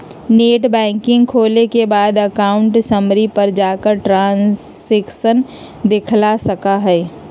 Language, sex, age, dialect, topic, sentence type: Magahi, female, 51-55, Western, banking, statement